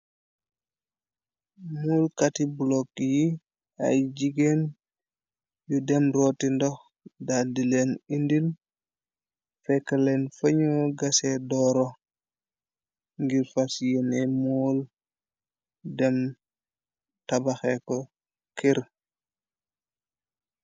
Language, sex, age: Wolof, male, 25-35